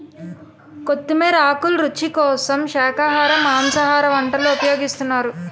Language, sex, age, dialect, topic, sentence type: Telugu, female, 25-30, Utterandhra, agriculture, statement